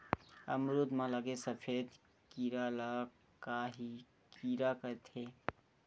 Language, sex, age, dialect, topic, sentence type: Chhattisgarhi, male, 60-100, Western/Budati/Khatahi, agriculture, question